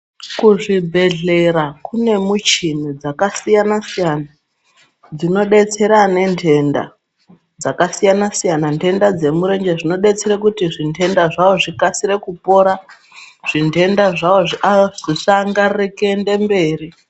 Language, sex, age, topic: Ndau, female, 36-49, health